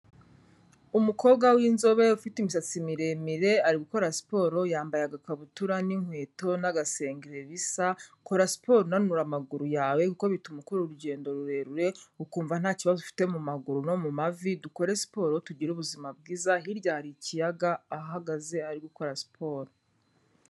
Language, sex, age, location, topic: Kinyarwanda, female, 25-35, Kigali, health